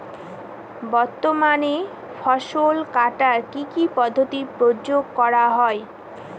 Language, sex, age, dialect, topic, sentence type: Bengali, female, 18-24, Northern/Varendri, agriculture, question